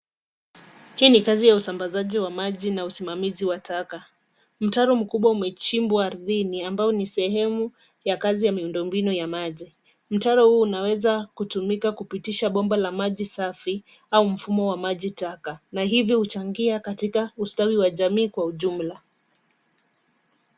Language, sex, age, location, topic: Swahili, female, 25-35, Nairobi, government